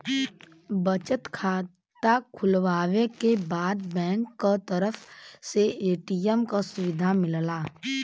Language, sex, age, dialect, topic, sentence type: Bhojpuri, male, 18-24, Western, banking, statement